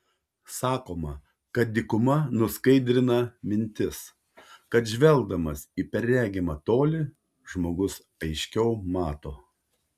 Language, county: Lithuanian, Panevėžys